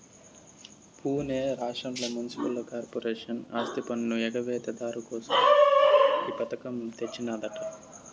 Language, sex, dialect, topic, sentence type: Telugu, male, Southern, banking, statement